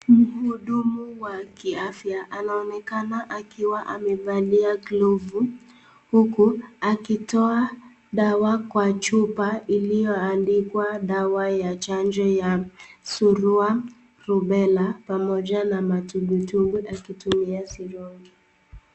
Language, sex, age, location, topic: Swahili, female, 18-24, Nakuru, health